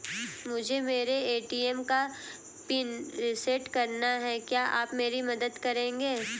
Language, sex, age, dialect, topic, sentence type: Hindi, female, 18-24, Hindustani Malvi Khadi Boli, banking, question